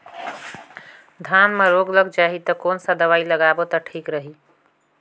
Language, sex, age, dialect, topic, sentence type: Chhattisgarhi, female, 25-30, Northern/Bhandar, agriculture, question